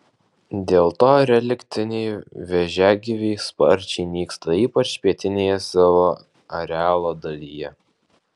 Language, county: Lithuanian, Alytus